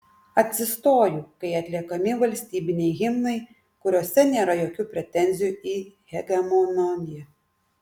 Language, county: Lithuanian, Klaipėda